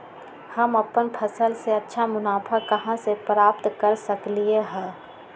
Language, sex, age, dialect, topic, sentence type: Magahi, female, 25-30, Western, agriculture, question